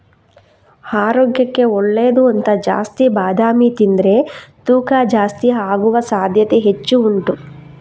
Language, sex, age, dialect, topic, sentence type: Kannada, female, 36-40, Coastal/Dakshin, agriculture, statement